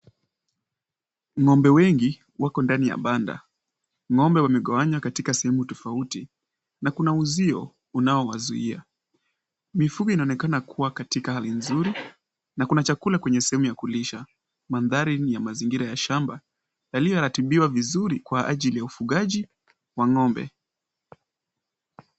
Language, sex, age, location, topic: Swahili, male, 18-24, Kisumu, agriculture